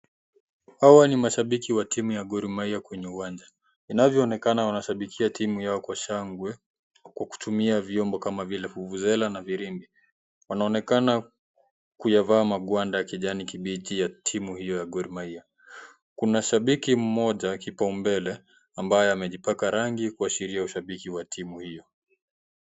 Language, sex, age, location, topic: Swahili, male, 18-24, Kisii, government